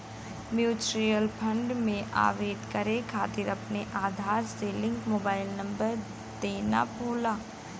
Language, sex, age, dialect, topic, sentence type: Bhojpuri, female, 25-30, Western, banking, statement